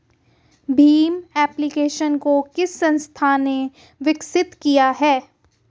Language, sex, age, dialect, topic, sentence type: Hindi, female, 18-24, Hindustani Malvi Khadi Boli, banking, question